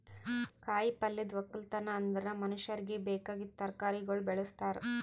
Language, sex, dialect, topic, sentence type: Kannada, female, Northeastern, agriculture, statement